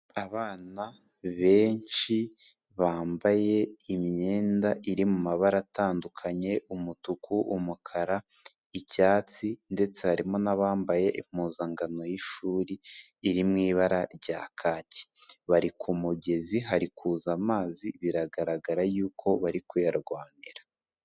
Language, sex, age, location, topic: Kinyarwanda, male, 18-24, Kigali, health